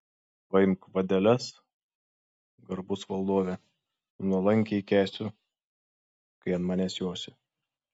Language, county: Lithuanian, Šiauliai